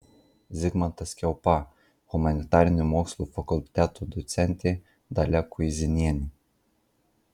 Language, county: Lithuanian, Marijampolė